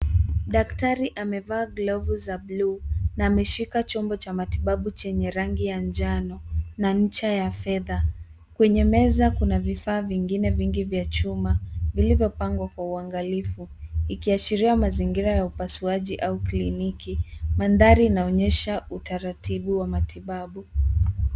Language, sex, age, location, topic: Swahili, female, 36-49, Nairobi, health